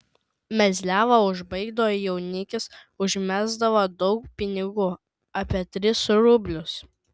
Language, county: Lithuanian, Šiauliai